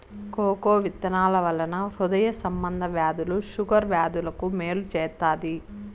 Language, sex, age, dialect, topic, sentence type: Telugu, female, 25-30, Southern, agriculture, statement